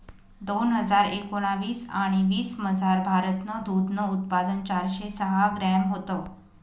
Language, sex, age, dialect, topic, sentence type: Marathi, female, 18-24, Northern Konkan, agriculture, statement